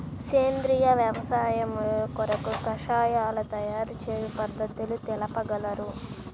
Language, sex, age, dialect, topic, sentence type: Telugu, male, 18-24, Central/Coastal, agriculture, question